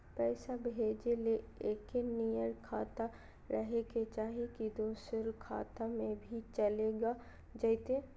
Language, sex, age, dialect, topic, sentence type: Magahi, female, 18-24, Southern, banking, question